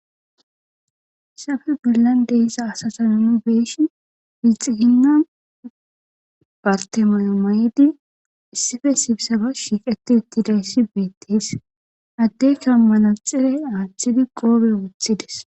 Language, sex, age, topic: Gamo, female, 18-24, government